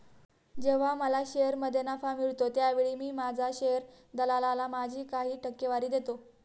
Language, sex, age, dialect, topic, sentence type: Marathi, female, 60-100, Standard Marathi, banking, statement